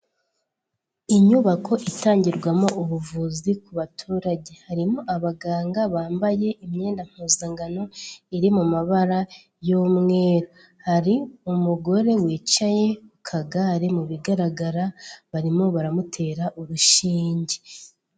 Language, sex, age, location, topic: Kinyarwanda, female, 18-24, Kigali, health